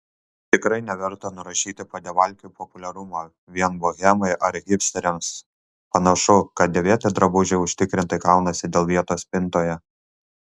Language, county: Lithuanian, Kaunas